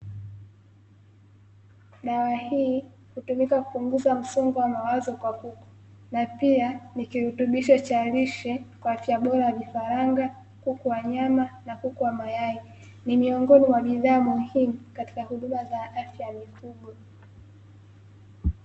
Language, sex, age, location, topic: Swahili, female, 18-24, Dar es Salaam, agriculture